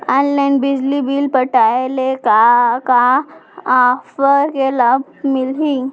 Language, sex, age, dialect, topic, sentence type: Chhattisgarhi, female, 18-24, Central, banking, question